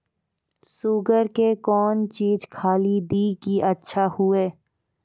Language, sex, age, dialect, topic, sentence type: Maithili, female, 41-45, Angika, agriculture, question